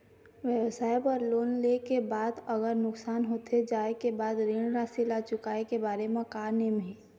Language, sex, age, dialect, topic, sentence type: Chhattisgarhi, female, 36-40, Eastern, banking, question